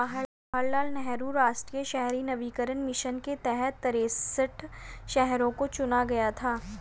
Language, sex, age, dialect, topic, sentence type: Hindi, male, 18-24, Hindustani Malvi Khadi Boli, banking, statement